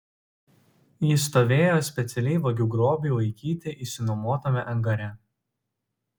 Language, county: Lithuanian, Utena